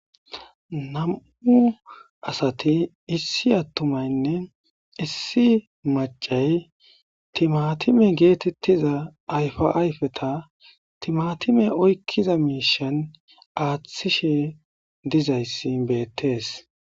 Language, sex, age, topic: Gamo, male, 25-35, agriculture